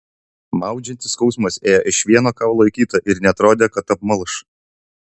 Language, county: Lithuanian, Utena